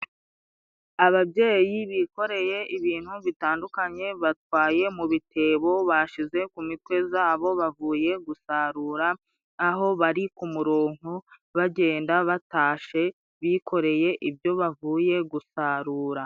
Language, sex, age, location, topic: Kinyarwanda, female, 25-35, Musanze, agriculture